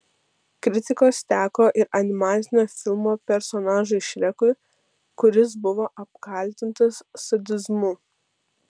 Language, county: Lithuanian, Vilnius